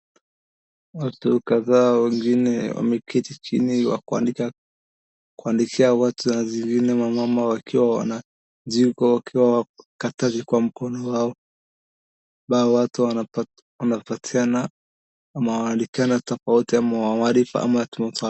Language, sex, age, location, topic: Swahili, male, 18-24, Wajir, government